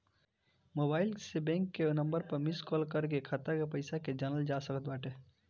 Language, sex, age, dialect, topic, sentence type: Bhojpuri, male, <18, Northern, banking, statement